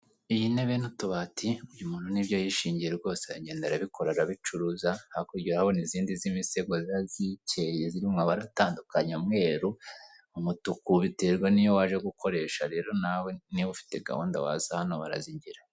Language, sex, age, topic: Kinyarwanda, male, 25-35, finance